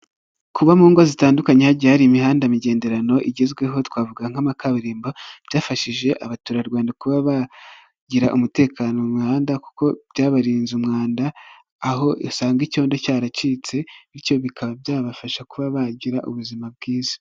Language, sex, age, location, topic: Kinyarwanda, male, 25-35, Nyagatare, government